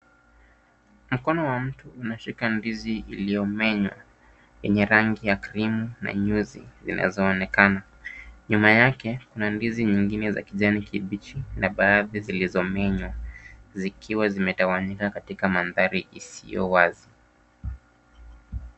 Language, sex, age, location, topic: Swahili, male, 25-35, Kisumu, agriculture